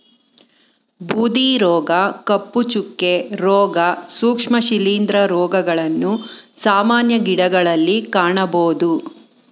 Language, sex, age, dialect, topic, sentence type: Kannada, female, 41-45, Mysore Kannada, agriculture, statement